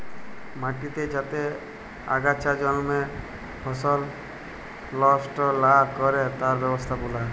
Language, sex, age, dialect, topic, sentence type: Bengali, male, 18-24, Jharkhandi, agriculture, statement